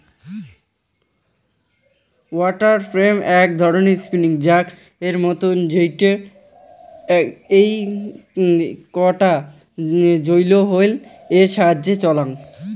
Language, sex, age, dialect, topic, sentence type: Bengali, male, 18-24, Rajbangshi, agriculture, statement